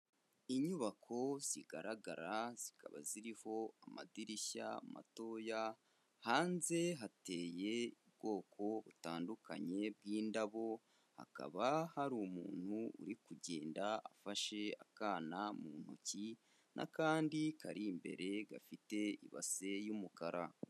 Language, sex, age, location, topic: Kinyarwanda, male, 25-35, Kigali, health